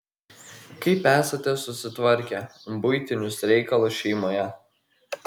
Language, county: Lithuanian, Kaunas